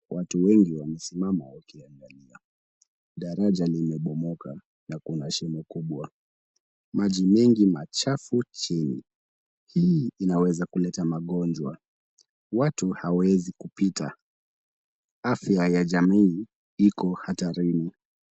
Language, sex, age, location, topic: Swahili, male, 18-24, Kisumu, health